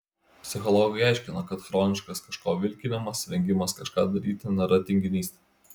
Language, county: Lithuanian, Klaipėda